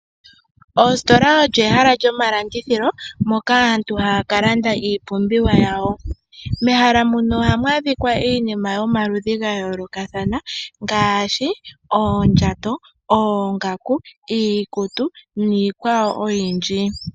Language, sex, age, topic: Oshiwambo, female, 18-24, finance